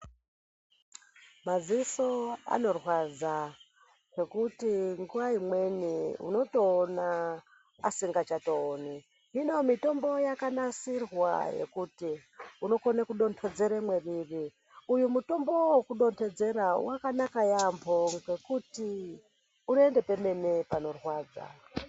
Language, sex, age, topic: Ndau, female, 50+, health